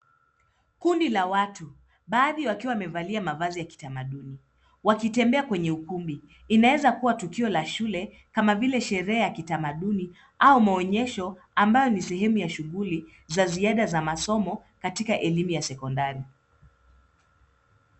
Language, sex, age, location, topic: Swahili, female, 25-35, Nairobi, education